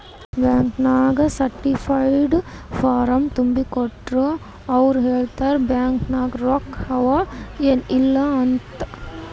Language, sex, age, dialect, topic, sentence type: Kannada, female, 18-24, Northeastern, banking, statement